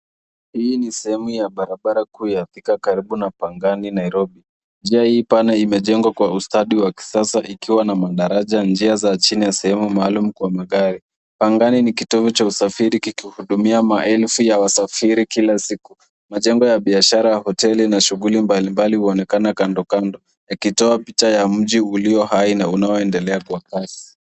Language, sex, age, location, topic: Swahili, male, 25-35, Nairobi, government